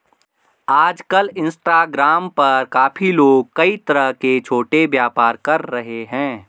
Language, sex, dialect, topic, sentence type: Hindi, male, Garhwali, banking, statement